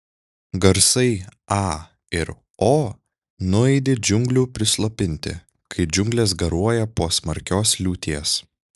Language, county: Lithuanian, Šiauliai